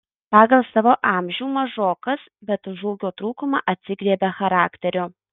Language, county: Lithuanian, Marijampolė